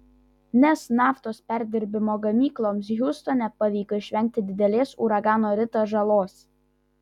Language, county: Lithuanian, Vilnius